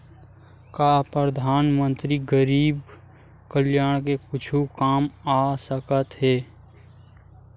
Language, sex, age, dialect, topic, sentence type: Chhattisgarhi, male, 41-45, Western/Budati/Khatahi, banking, question